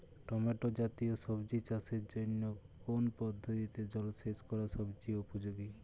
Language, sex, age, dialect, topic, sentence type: Bengali, male, 25-30, Jharkhandi, agriculture, question